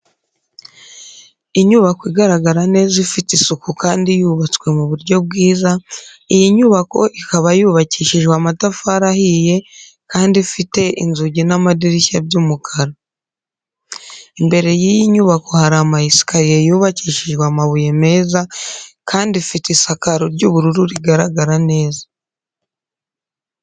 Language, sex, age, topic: Kinyarwanda, female, 18-24, education